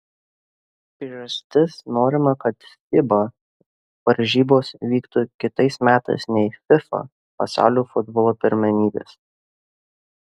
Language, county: Lithuanian, Kaunas